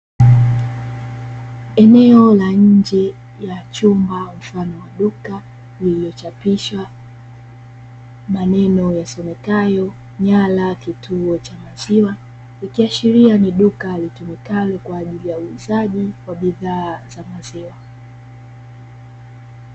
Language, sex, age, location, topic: Swahili, female, 25-35, Dar es Salaam, finance